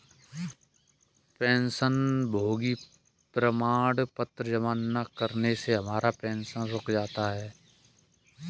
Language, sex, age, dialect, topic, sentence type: Hindi, male, 25-30, Kanauji Braj Bhasha, banking, statement